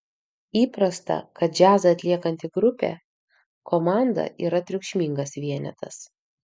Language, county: Lithuanian, Vilnius